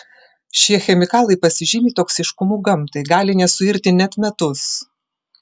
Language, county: Lithuanian, Klaipėda